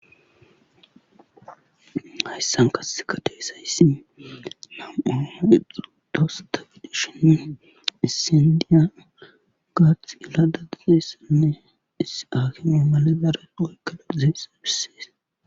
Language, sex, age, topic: Gamo, male, 18-24, government